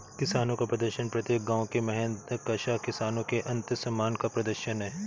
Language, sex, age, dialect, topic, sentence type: Hindi, male, 31-35, Awadhi Bundeli, agriculture, statement